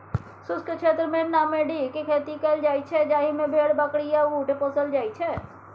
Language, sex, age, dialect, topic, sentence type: Maithili, female, 60-100, Bajjika, agriculture, statement